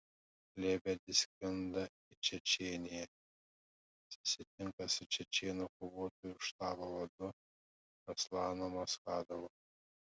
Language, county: Lithuanian, Panevėžys